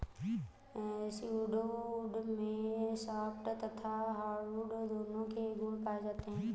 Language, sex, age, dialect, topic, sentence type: Hindi, female, 25-30, Awadhi Bundeli, agriculture, statement